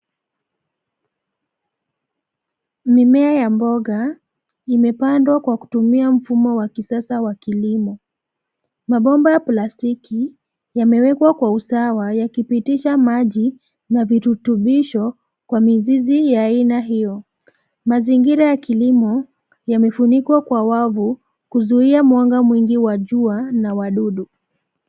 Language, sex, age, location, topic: Swahili, female, 25-35, Nairobi, agriculture